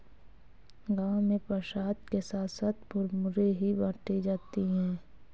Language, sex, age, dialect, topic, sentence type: Hindi, female, 18-24, Marwari Dhudhari, agriculture, statement